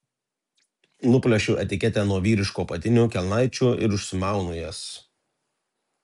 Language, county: Lithuanian, Telšiai